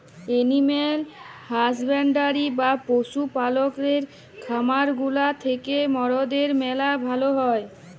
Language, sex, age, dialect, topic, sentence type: Bengali, female, 18-24, Jharkhandi, agriculture, statement